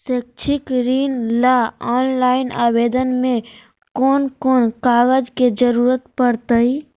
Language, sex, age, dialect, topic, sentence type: Magahi, female, 46-50, Southern, banking, question